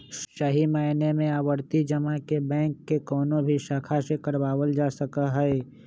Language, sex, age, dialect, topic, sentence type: Magahi, male, 25-30, Western, banking, statement